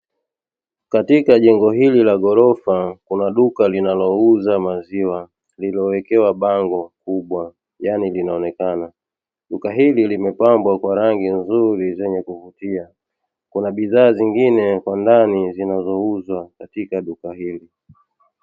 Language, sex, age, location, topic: Swahili, male, 18-24, Dar es Salaam, finance